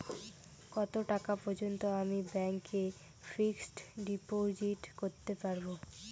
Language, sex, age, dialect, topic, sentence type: Bengali, female, <18, Rajbangshi, banking, question